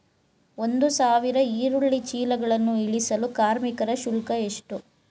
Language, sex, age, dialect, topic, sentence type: Kannada, female, 36-40, Mysore Kannada, agriculture, question